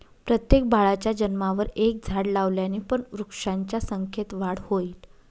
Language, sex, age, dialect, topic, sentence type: Marathi, female, 31-35, Northern Konkan, agriculture, statement